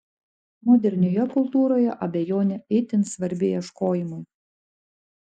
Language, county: Lithuanian, Klaipėda